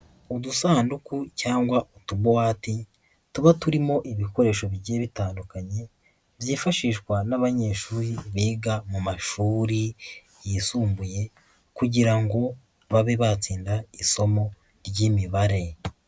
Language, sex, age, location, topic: Kinyarwanda, female, 50+, Nyagatare, education